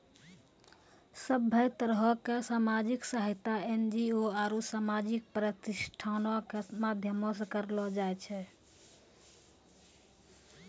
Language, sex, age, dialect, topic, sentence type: Maithili, female, 25-30, Angika, banking, statement